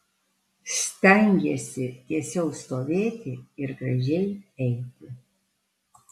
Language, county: Lithuanian, Alytus